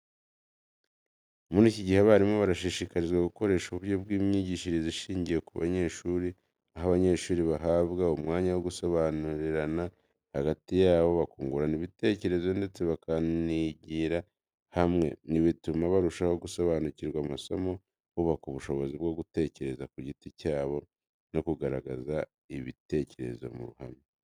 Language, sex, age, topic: Kinyarwanda, male, 25-35, education